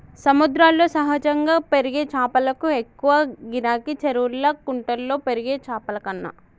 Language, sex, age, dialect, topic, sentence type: Telugu, male, 56-60, Telangana, agriculture, statement